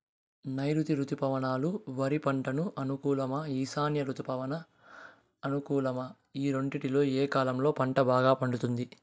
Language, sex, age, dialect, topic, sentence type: Telugu, male, 18-24, Southern, agriculture, question